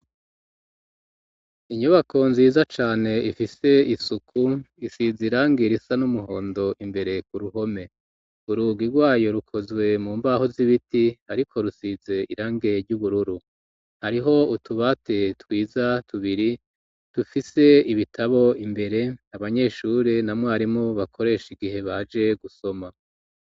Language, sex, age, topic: Rundi, female, 25-35, education